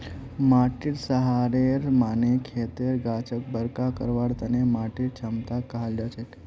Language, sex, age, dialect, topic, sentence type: Magahi, male, 46-50, Northeastern/Surjapuri, agriculture, statement